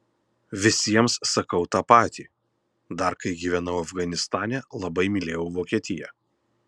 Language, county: Lithuanian, Kaunas